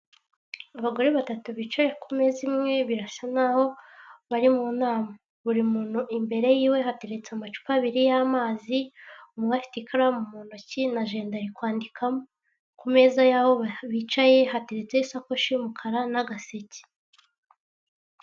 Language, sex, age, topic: Kinyarwanda, female, 18-24, government